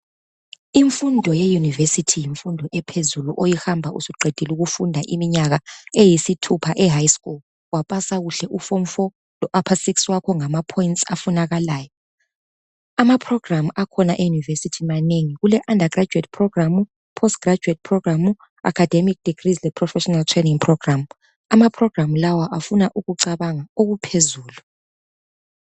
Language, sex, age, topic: North Ndebele, female, 25-35, education